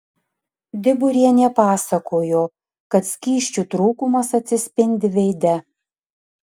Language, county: Lithuanian, Panevėžys